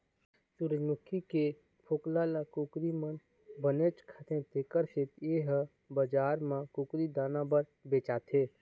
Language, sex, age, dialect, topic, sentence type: Chhattisgarhi, male, 60-100, Eastern, agriculture, statement